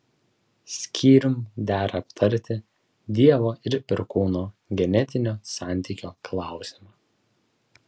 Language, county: Lithuanian, Vilnius